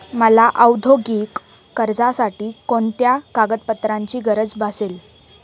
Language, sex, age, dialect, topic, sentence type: Marathi, female, 18-24, Standard Marathi, banking, question